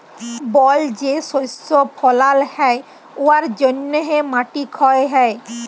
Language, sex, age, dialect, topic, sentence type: Bengali, female, 18-24, Jharkhandi, agriculture, statement